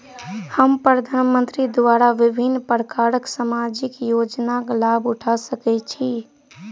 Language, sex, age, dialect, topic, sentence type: Maithili, female, 46-50, Southern/Standard, banking, question